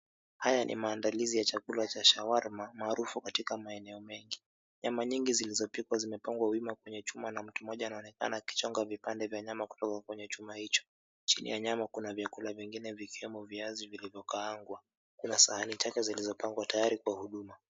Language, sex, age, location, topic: Swahili, male, 25-35, Mombasa, agriculture